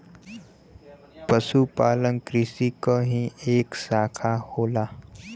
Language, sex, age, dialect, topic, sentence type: Bhojpuri, male, 18-24, Western, agriculture, statement